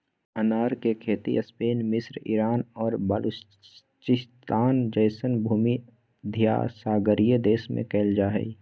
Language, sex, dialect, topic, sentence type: Magahi, male, Southern, agriculture, statement